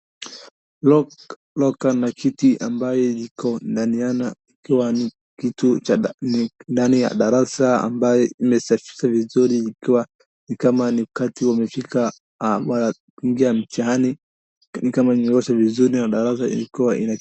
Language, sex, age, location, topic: Swahili, male, 18-24, Wajir, education